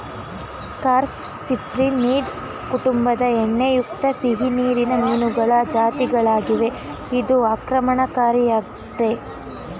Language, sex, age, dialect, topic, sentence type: Kannada, female, 18-24, Mysore Kannada, agriculture, statement